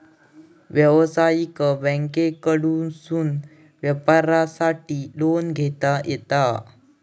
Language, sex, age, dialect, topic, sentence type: Marathi, male, 18-24, Southern Konkan, banking, statement